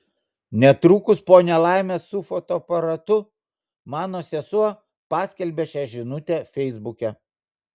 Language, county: Lithuanian, Vilnius